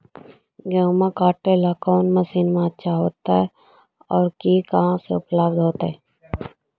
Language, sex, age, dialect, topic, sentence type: Magahi, female, 56-60, Central/Standard, agriculture, question